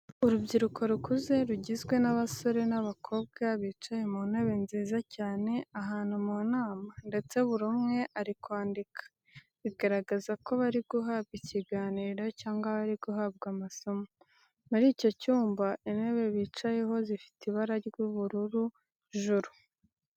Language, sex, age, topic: Kinyarwanda, female, 36-49, education